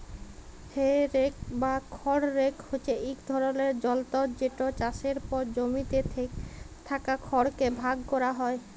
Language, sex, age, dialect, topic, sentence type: Bengali, female, 31-35, Jharkhandi, agriculture, statement